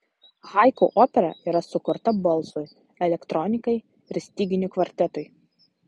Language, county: Lithuanian, Utena